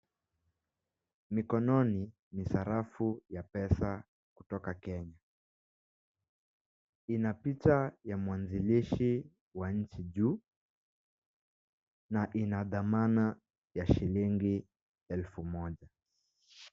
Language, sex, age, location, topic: Swahili, male, 18-24, Mombasa, finance